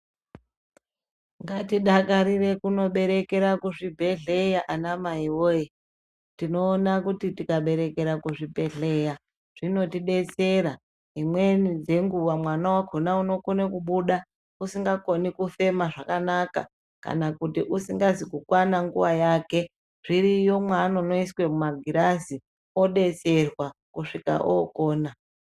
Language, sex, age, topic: Ndau, female, 36-49, health